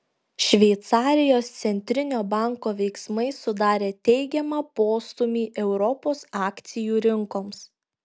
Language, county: Lithuanian, Šiauliai